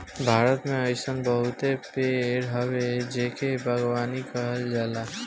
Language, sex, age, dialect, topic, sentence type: Bhojpuri, male, 18-24, Northern, agriculture, statement